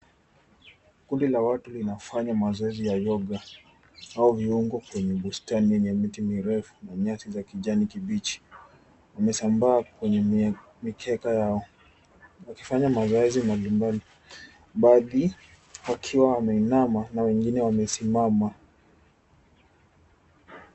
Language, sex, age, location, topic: Swahili, male, 18-24, Nairobi, government